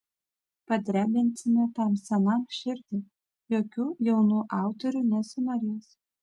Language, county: Lithuanian, Kaunas